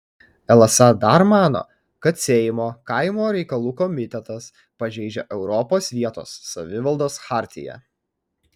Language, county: Lithuanian, Kaunas